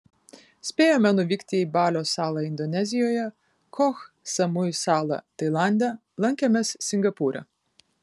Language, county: Lithuanian, Kaunas